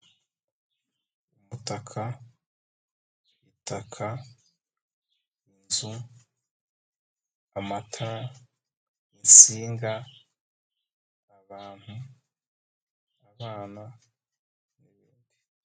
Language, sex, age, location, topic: Kinyarwanda, male, 25-35, Nyagatare, government